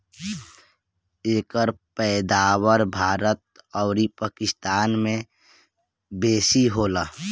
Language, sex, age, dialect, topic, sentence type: Bhojpuri, male, <18, Northern, agriculture, statement